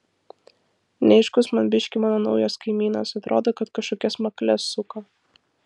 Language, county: Lithuanian, Vilnius